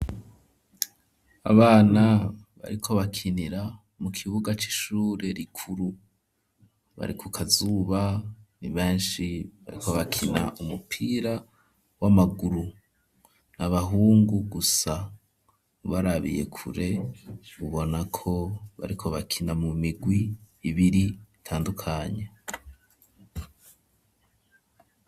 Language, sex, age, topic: Rundi, male, 25-35, education